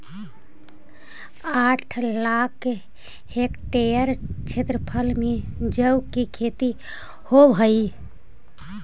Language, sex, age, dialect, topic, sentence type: Magahi, female, 51-55, Central/Standard, agriculture, statement